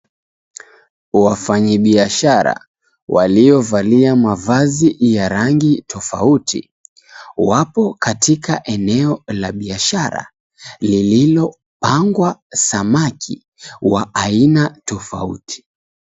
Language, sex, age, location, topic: Swahili, female, 18-24, Mombasa, agriculture